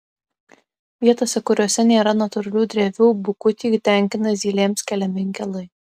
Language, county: Lithuanian, Alytus